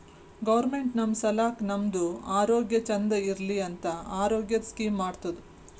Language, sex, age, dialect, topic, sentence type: Kannada, female, 41-45, Northeastern, banking, statement